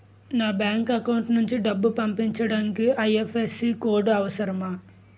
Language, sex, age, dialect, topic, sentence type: Telugu, male, 25-30, Utterandhra, banking, question